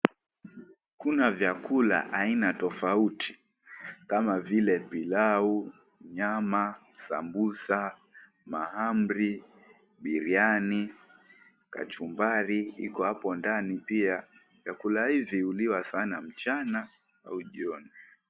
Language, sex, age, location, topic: Swahili, male, 18-24, Mombasa, agriculture